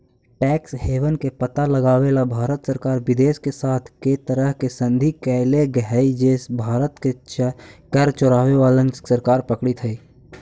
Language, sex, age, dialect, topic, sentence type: Magahi, male, 18-24, Central/Standard, banking, statement